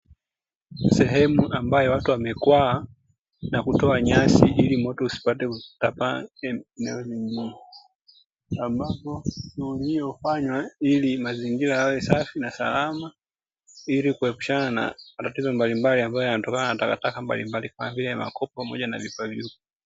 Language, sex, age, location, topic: Swahili, male, 25-35, Dar es Salaam, government